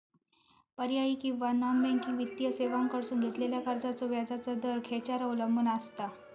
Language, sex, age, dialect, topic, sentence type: Marathi, female, 18-24, Southern Konkan, banking, question